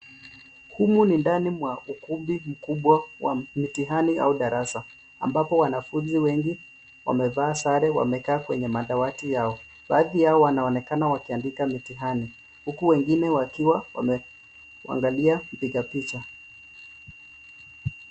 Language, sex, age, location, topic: Swahili, male, 25-35, Nairobi, education